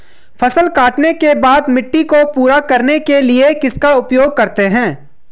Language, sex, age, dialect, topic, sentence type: Hindi, male, 25-30, Hindustani Malvi Khadi Boli, agriculture, question